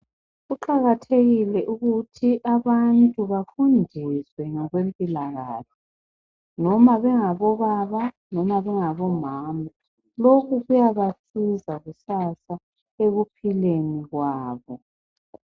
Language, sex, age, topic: North Ndebele, female, 25-35, health